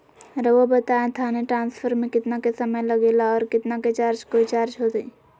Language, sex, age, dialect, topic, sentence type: Magahi, female, 25-30, Southern, banking, question